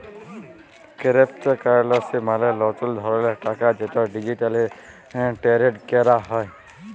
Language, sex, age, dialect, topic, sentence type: Bengali, male, 18-24, Jharkhandi, banking, statement